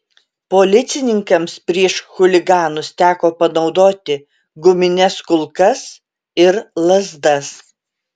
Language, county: Lithuanian, Alytus